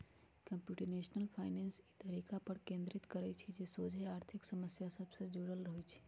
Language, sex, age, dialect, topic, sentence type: Magahi, male, 41-45, Western, banking, statement